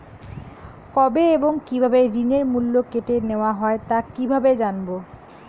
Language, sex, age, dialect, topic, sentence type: Bengali, female, 31-35, Rajbangshi, banking, question